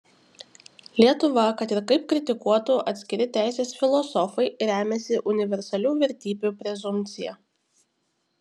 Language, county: Lithuanian, Kaunas